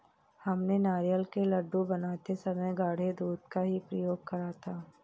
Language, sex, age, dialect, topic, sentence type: Hindi, female, 41-45, Awadhi Bundeli, agriculture, statement